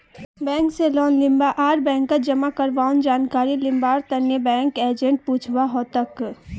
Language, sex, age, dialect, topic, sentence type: Magahi, female, 18-24, Northeastern/Surjapuri, banking, statement